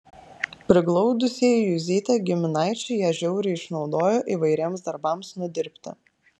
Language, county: Lithuanian, Klaipėda